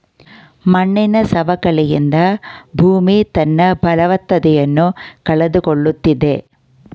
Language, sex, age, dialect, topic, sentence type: Kannada, female, 46-50, Mysore Kannada, agriculture, statement